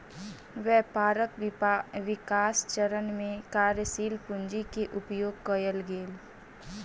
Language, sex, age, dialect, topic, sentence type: Maithili, female, 18-24, Southern/Standard, banking, statement